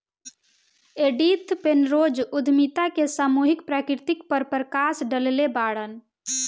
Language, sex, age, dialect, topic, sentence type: Bhojpuri, female, 18-24, Southern / Standard, banking, statement